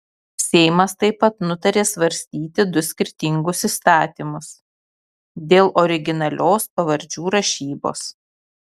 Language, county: Lithuanian, Kaunas